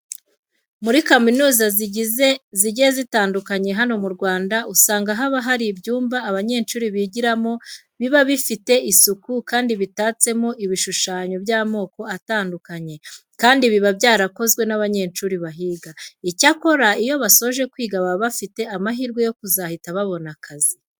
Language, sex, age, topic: Kinyarwanda, female, 25-35, education